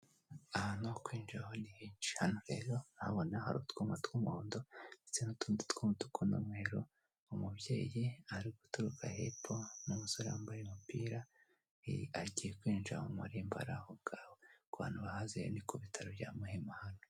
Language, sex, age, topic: Kinyarwanda, male, 25-35, government